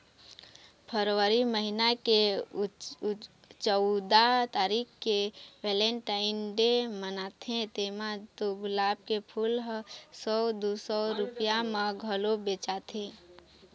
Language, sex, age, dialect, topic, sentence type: Chhattisgarhi, female, 25-30, Eastern, agriculture, statement